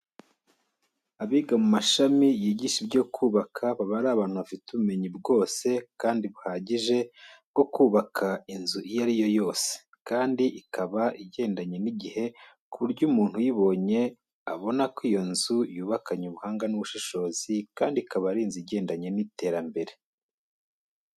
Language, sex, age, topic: Kinyarwanda, male, 25-35, education